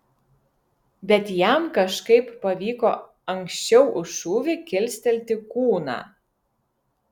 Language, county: Lithuanian, Vilnius